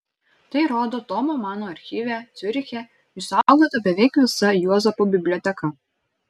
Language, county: Lithuanian, Šiauliai